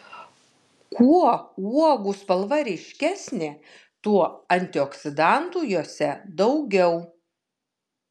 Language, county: Lithuanian, Kaunas